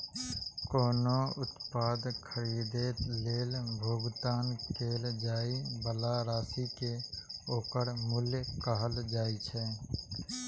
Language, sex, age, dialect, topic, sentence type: Maithili, male, 18-24, Eastern / Thethi, banking, statement